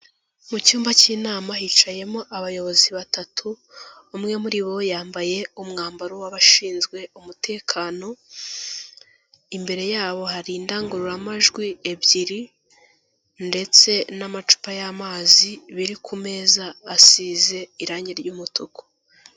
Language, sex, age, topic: Kinyarwanda, female, 18-24, government